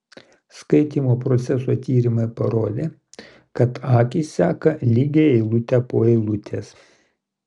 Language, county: Lithuanian, Kaunas